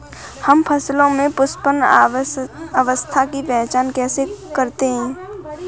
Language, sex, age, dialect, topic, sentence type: Hindi, female, 18-24, Kanauji Braj Bhasha, agriculture, statement